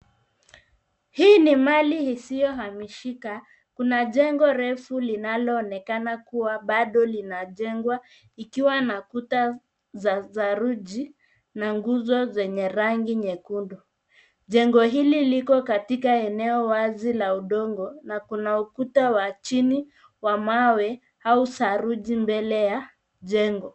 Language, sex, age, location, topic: Swahili, female, 50+, Nairobi, finance